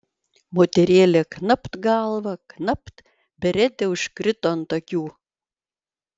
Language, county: Lithuanian, Vilnius